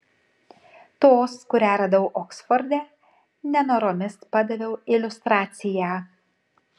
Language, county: Lithuanian, Kaunas